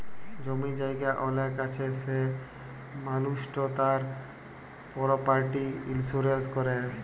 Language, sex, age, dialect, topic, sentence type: Bengali, male, 18-24, Jharkhandi, banking, statement